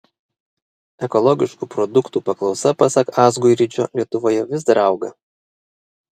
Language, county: Lithuanian, Vilnius